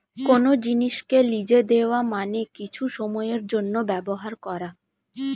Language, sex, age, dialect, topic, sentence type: Bengali, female, 25-30, Standard Colloquial, banking, statement